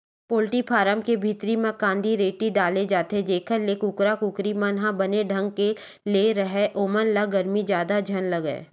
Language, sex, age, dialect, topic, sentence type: Chhattisgarhi, female, 31-35, Western/Budati/Khatahi, agriculture, statement